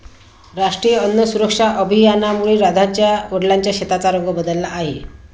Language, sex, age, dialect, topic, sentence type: Marathi, female, 56-60, Standard Marathi, agriculture, statement